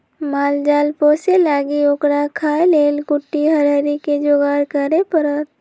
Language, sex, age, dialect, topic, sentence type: Magahi, female, 18-24, Western, agriculture, statement